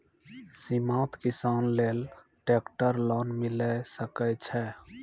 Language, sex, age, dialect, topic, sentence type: Maithili, male, 25-30, Angika, agriculture, question